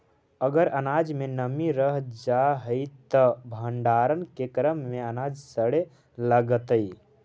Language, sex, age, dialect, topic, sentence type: Magahi, male, 18-24, Central/Standard, banking, statement